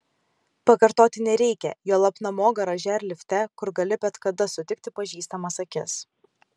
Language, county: Lithuanian, Kaunas